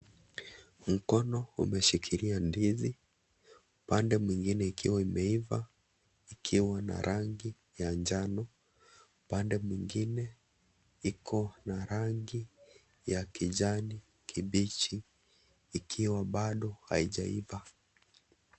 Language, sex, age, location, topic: Swahili, male, 25-35, Kisii, agriculture